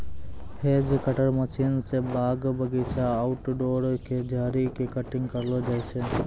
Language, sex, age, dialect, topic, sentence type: Maithili, male, 18-24, Angika, agriculture, statement